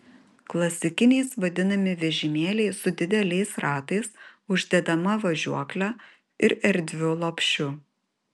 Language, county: Lithuanian, Vilnius